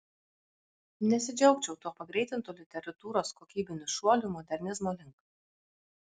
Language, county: Lithuanian, Alytus